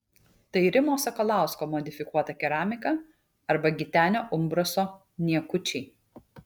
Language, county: Lithuanian, Kaunas